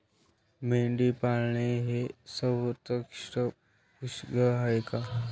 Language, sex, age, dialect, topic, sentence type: Marathi, male, 18-24, Standard Marathi, agriculture, question